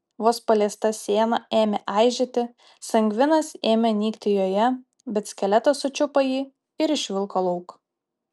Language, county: Lithuanian, Utena